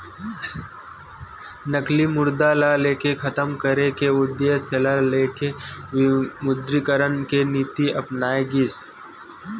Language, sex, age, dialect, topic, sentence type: Chhattisgarhi, male, 18-24, Western/Budati/Khatahi, banking, statement